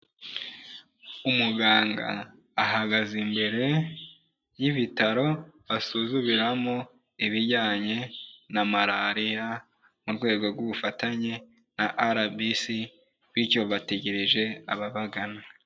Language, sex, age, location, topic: Kinyarwanda, male, 18-24, Kigali, health